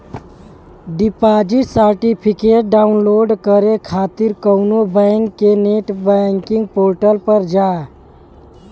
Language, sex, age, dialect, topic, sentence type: Bhojpuri, male, 18-24, Western, banking, statement